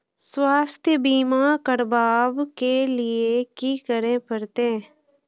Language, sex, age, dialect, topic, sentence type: Maithili, female, 25-30, Eastern / Thethi, banking, question